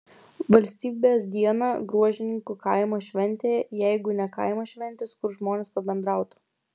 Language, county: Lithuanian, Vilnius